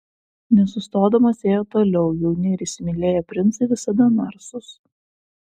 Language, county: Lithuanian, Vilnius